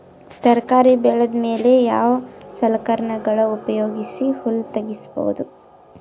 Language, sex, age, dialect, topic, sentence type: Kannada, female, 18-24, Northeastern, agriculture, question